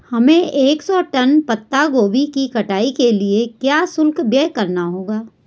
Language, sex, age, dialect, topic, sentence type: Hindi, female, 41-45, Garhwali, agriculture, question